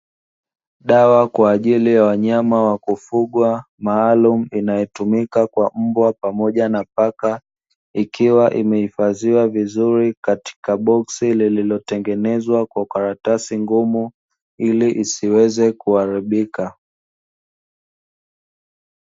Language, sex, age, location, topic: Swahili, male, 25-35, Dar es Salaam, agriculture